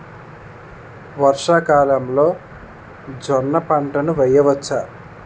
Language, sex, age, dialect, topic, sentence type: Telugu, male, 18-24, Utterandhra, agriculture, question